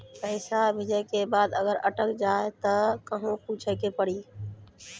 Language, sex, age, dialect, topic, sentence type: Maithili, female, 36-40, Angika, banking, question